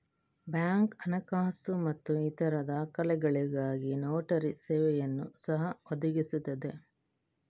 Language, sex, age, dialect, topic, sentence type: Kannada, female, 56-60, Coastal/Dakshin, banking, statement